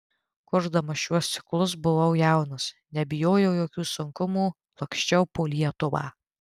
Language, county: Lithuanian, Tauragė